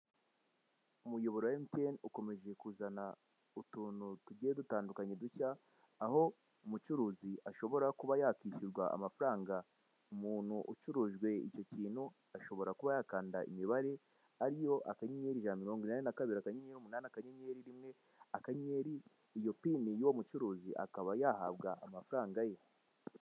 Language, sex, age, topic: Kinyarwanda, male, 18-24, finance